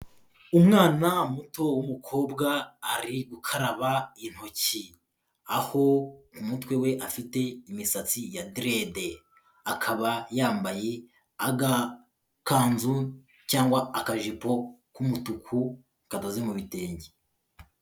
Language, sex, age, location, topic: Kinyarwanda, male, 18-24, Kigali, health